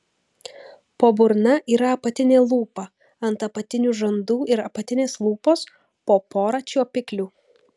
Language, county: Lithuanian, Vilnius